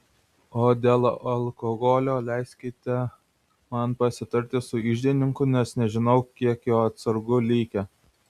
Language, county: Lithuanian, Vilnius